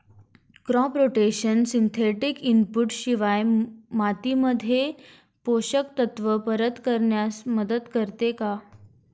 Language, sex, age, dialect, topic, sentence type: Marathi, female, 18-24, Standard Marathi, agriculture, question